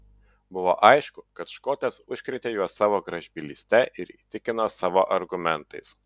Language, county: Lithuanian, Utena